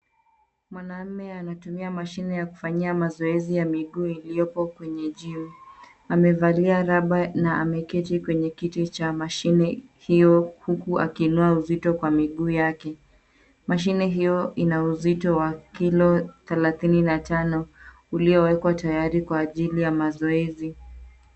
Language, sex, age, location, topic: Swahili, female, 18-24, Nairobi, health